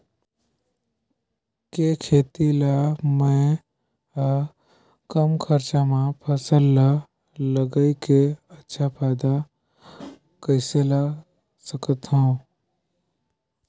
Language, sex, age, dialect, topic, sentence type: Chhattisgarhi, male, 18-24, Northern/Bhandar, agriculture, question